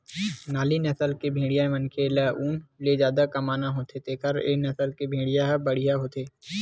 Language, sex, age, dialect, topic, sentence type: Chhattisgarhi, male, 60-100, Western/Budati/Khatahi, agriculture, statement